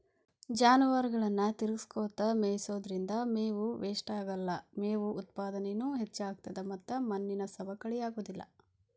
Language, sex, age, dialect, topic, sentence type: Kannada, female, 25-30, Dharwad Kannada, agriculture, statement